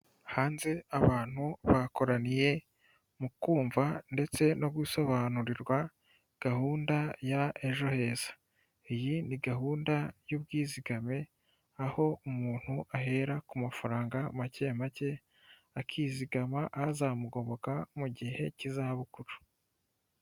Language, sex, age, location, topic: Kinyarwanda, male, 25-35, Huye, finance